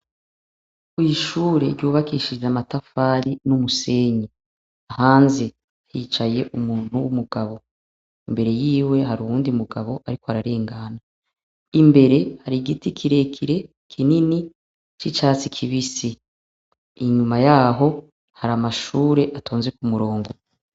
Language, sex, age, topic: Rundi, female, 36-49, education